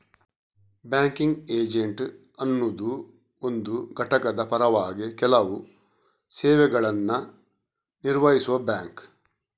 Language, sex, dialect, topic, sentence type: Kannada, male, Coastal/Dakshin, banking, statement